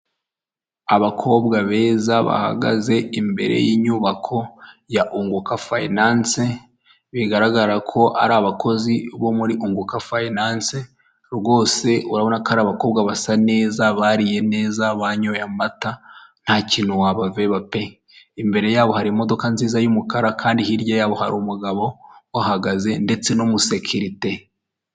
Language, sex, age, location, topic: Kinyarwanda, male, 25-35, Huye, finance